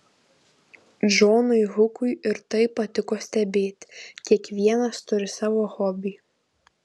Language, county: Lithuanian, Kaunas